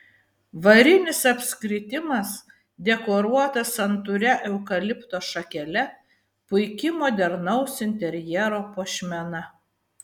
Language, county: Lithuanian, Vilnius